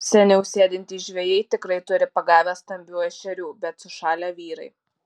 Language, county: Lithuanian, Alytus